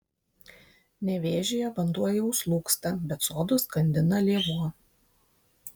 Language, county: Lithuanian, Vilnius